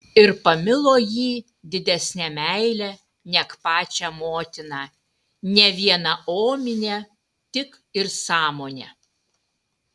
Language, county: Lithuanian, Utena